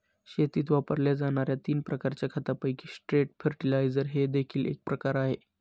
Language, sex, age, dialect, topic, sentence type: Marathi, male, 25-30, Standard Marathi, agriculture, statement